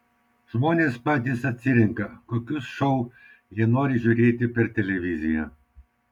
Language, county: Lithuanian, Vilnius